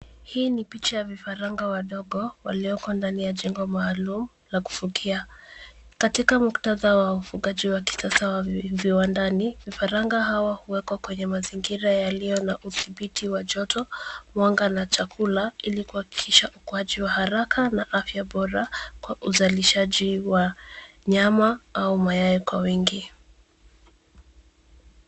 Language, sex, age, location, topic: Swahili, female, 25-35, Nairobi, agriculture